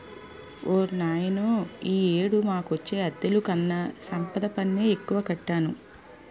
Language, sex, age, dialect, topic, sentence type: Telugu, female, 36-40, Utterandhra, banking, statement